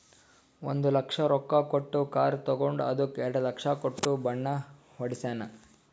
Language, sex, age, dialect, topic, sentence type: Kannada, male, 18-24, Northeastern, banking, statement